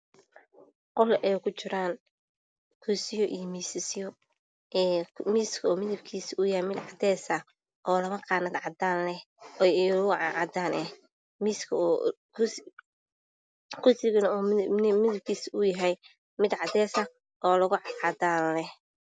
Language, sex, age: Somali, female, 18-24